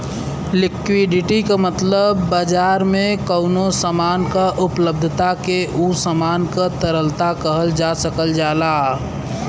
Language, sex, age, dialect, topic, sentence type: Bhojpuri, male, 25-30, Western, banking, statement